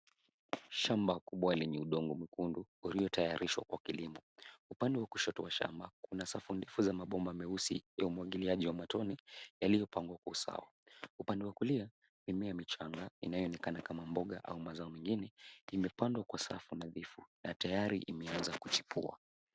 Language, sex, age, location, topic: Swahili, male, 18-24, Nairobi, agriculture